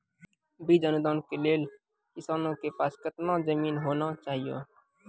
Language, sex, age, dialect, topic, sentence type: Maithili, male, 18-24, Angika, agriculture, question